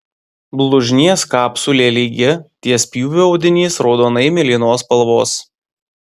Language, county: Lithuanian, Vilnius